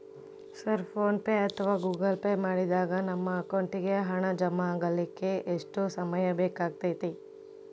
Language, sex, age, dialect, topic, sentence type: Kannada, female, 18-24, Central, banking, question